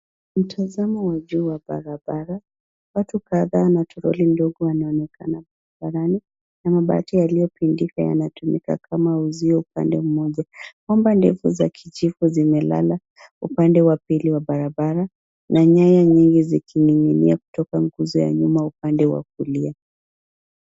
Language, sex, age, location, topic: Swahili, female, 25-35, Nairobi, government